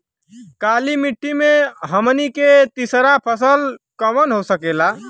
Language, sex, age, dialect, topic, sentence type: Bhojpuri, male, 18-24, Western, agriculture, question